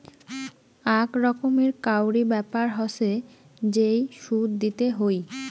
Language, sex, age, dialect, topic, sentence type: Bengali, female, 18-24, Rajbangshi, banking, statement